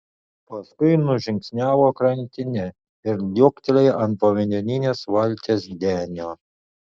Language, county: Lithuanian, Utena